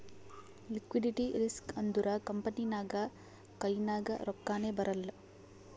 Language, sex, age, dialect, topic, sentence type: Kannada, female, 18-24, Northeastern, banking, statement